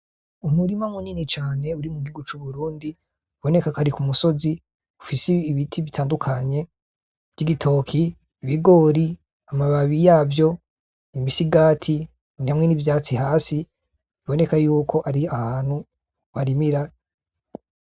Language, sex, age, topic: Rundi, male, 25-35, agriculture